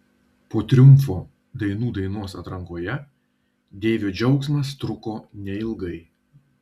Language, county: Lithuanian, Vilnius